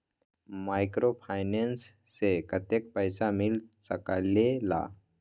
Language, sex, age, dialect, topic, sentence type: Magahi, male, 41-45, Western, banking, question